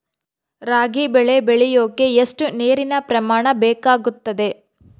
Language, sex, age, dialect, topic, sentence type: Kannada, female, 31-35, Central, agriculture, question